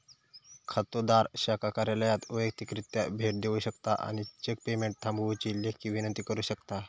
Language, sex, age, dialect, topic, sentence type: Marathi, male, 18-24, Southern Konkan, banking, statement